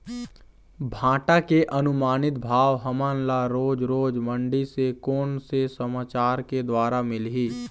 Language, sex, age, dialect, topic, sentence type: Chhattisgarhi, male, 18-24, Eastern, agriculture, question